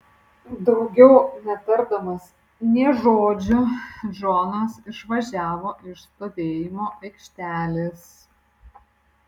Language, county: Lithuanian, Vilnius